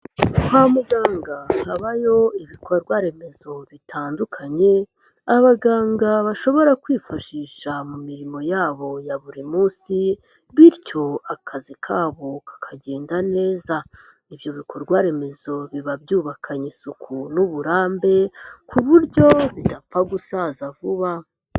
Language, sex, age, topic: Kinyarwanda, male, 25-35, health